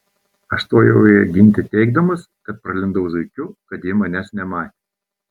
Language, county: Lithuanian, Telšiai